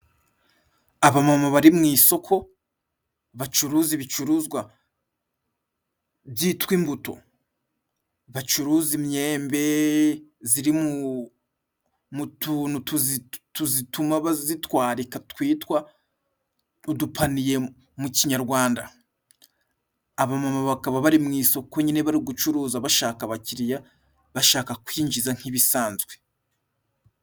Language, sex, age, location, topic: Kinyarwanda, male, 25-35, Musanze, finance